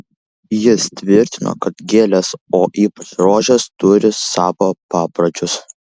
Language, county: Lithuanian, Kaunas